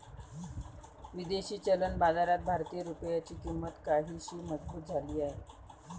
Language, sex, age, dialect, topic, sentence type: Marathi, female, 31-35, Varhadi, banking, statement